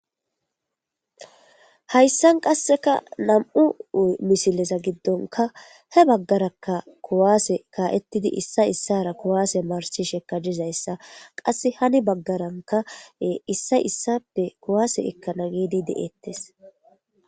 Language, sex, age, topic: Gamo, female, 25-35, government